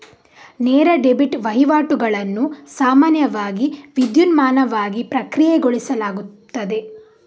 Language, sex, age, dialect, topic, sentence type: Kannada, female, 51-55, Coastal/Dakshin, banking, statement